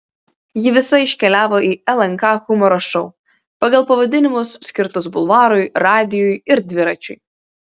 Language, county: Lithuanian, Vilnius